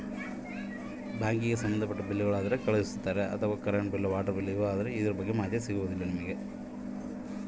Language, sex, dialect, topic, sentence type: Kannada, male, Central, banking, question